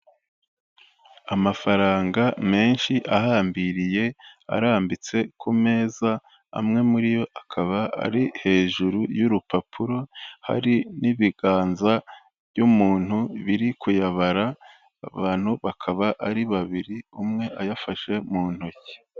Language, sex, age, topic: Kinyarwanda, male, 18-24, finance